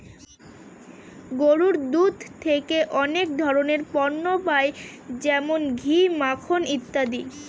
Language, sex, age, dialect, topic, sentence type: Bengali, female, 18-24, Northern/Varendri, agriculture, statement